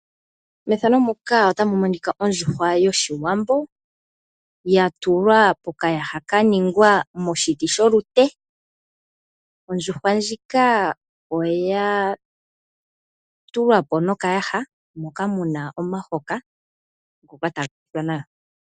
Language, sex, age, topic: Oshiwambo, female, 25-35, agriculture